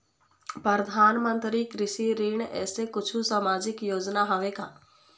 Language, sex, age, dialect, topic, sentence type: Chhattisgarhi, female, 25-30, Eastern, banking, question